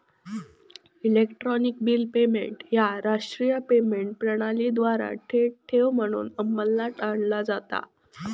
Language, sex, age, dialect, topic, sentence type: Marathi, female, 18-24, Southern Konkan, banking, statement